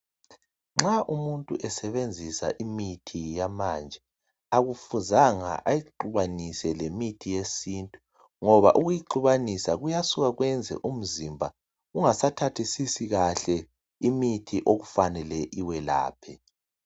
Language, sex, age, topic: North Ndebele, male, 36-49, health